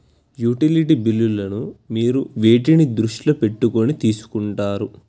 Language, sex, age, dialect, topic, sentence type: Telugu, male, 18-24, Telangana, banking, question